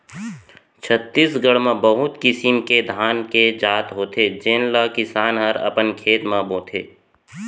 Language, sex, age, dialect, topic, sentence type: Chhattisgarhi, male, 31-35, Central, agriculture, statement